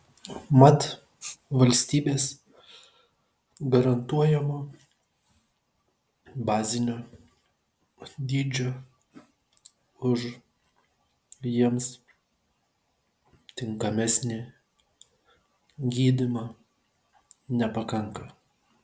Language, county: Lithuanian, Telšiai